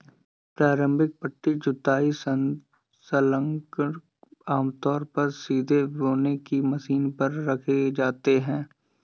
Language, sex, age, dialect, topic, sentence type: Hindi, male, 18-24, Kanauji Braj Bhasha, agriculture, statement